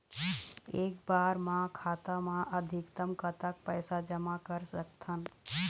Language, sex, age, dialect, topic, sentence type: Chhattisgarhi, female, 25-30, Eastern, banking, question